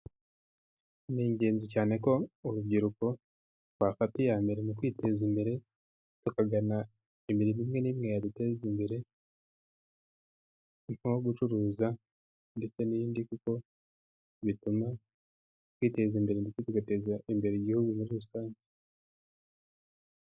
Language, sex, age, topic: Kinyarwanda, male, 18-24, finance